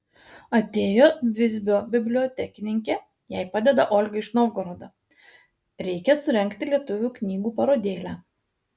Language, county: Lithuanian, Kaunas